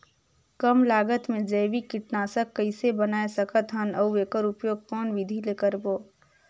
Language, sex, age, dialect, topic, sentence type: Chhattisgarhi, female, 41-45, Northern/Bhandar, agriculture, question